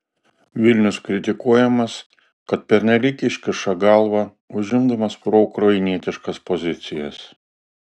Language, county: Lithuanian, Alytus